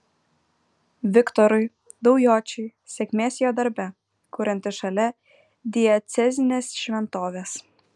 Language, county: Lithuanian, Vilnius